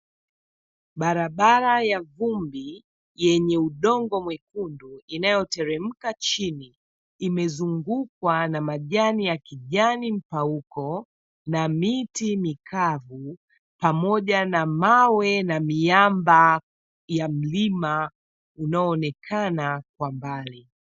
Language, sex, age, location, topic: Swahili, female, 25-35, Dar es Salaam, agriculture